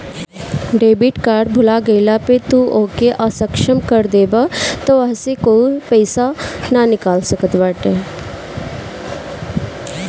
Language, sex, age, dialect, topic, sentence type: Bhojpuri, female, 18-24, Northern, banking, statement